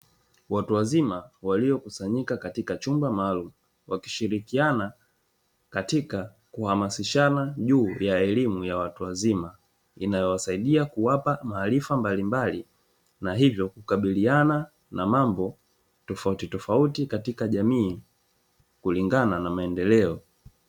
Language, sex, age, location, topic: Swahili, male, 25-35, Dar es Salaam, education